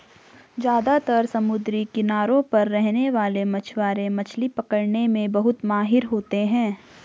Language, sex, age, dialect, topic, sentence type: Hindi, female, 41-45, Garhwali, agriculture, statement